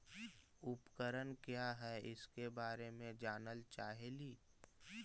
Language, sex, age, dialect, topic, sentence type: Magahi, male, 18-24, Central/Standard, agriculture, question